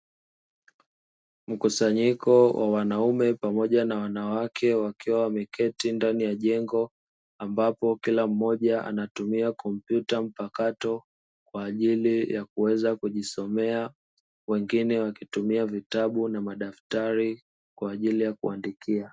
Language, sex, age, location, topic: Swahili, male, 25-35, Dar es Salaam, education